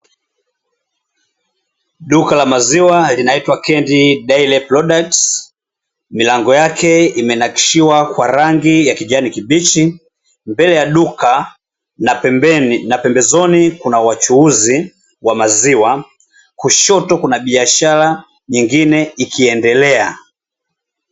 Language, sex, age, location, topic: Swahili, male, 25-35, Dar es Salaam, finance